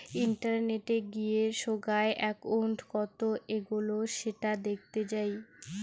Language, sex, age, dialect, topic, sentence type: Bengali, female, 18-24, Rajbangshi, banking, statement